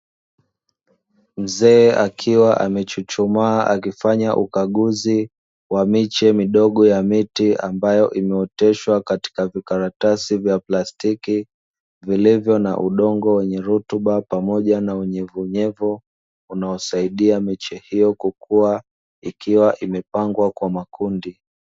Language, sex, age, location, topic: Swahili, male, 25-35, Dar es Salaam, agriculture